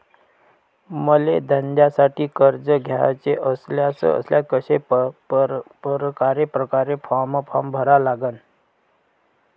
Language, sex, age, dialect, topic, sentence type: Marathi, female, 18-24, Varhadi, banking, question